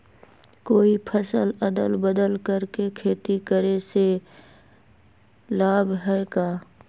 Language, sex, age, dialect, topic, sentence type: Magahi, female, 31-35, Western, agriculture, question